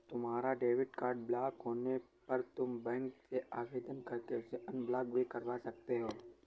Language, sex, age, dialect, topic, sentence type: Hindi, male, 31-35, Awadhi Bundeli, banking, statement